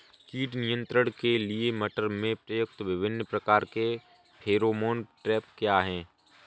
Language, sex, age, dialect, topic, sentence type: Hindi, male, 25-30, Awadhi Bundeli, agriculture, question